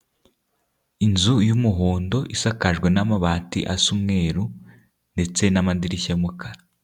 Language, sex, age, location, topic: Kinyarwanda, male, 18-24, Nyagatare, education